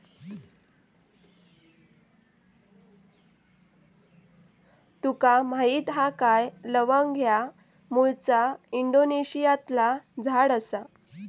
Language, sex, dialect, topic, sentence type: Marathi, female, Southern Konkan, agriculture, statement